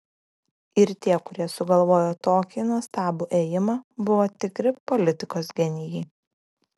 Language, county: Lithuanian, Klaipėda